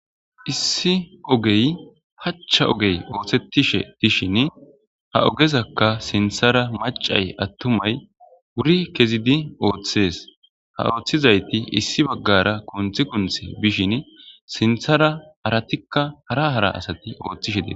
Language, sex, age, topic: Gamo, male, 25-35, government